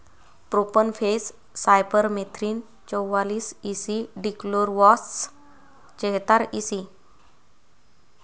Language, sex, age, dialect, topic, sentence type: Marathi, female, 25-30, Varhadi, agriculture, statement